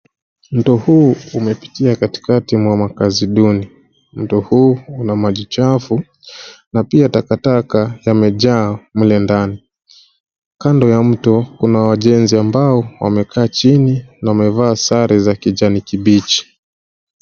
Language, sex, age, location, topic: Swahili, male, 25-35, Nairobi, government